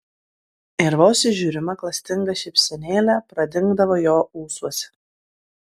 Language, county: Lithuanian, Klaipėda